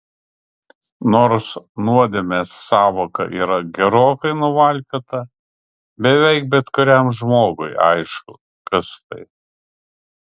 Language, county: Lithuanian, Kaunas